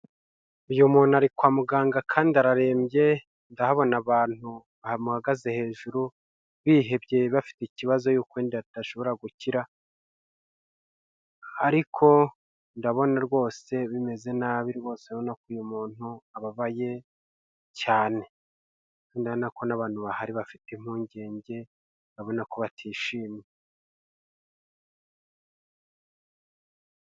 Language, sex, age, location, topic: Kinyarwanda, male, 25-35, Huye, health